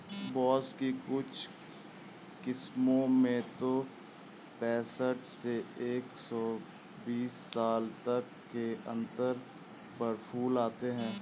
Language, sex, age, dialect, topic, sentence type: Hindi, male, 18-24, Awadhi Bundeli, agriculture, statement